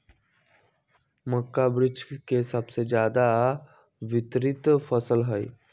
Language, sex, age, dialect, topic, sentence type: Magahi, male, 18-24, Western, agriculture, statement